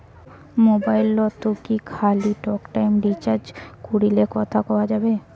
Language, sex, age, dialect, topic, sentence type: Bengali, female, 18-24, Rajbangshi, banking, question